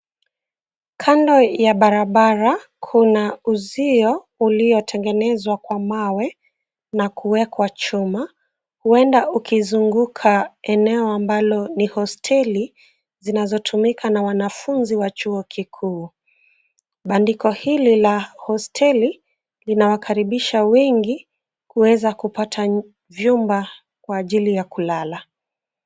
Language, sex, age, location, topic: Swahili, female, 18-24, Nairobi, education